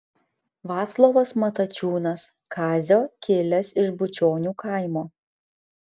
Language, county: Lithuanian, Kaunas